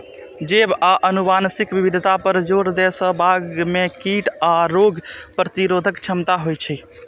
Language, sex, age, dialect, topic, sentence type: Maithili, male, 18-24, Eastern / Thethi, agriculture, statement